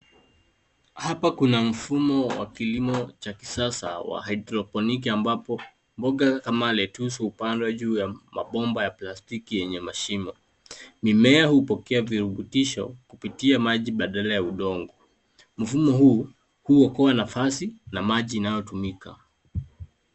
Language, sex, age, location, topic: Swahili, male, 18-24, Nairobi, agriculture